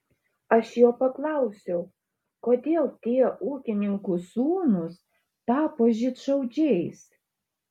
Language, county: Lithuanian, Šiauliai